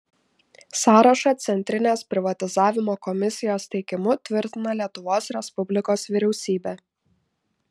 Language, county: Lithuanian, Šiauliai